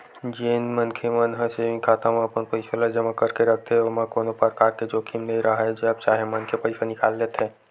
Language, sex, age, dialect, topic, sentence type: Chhattisgarhi, male, 56-60, Western/Budati/Khatahi, banking, statement